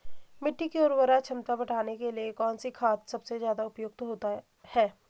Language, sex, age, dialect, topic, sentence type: Hindi, female, 25-30, Garhwali, agriculture, question